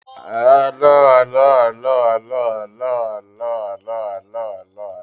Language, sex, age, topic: Kinyarwanda, male, 25-35, education